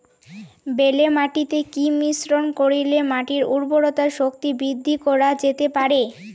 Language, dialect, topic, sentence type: Bengali, Jharkhandi, agriculture, question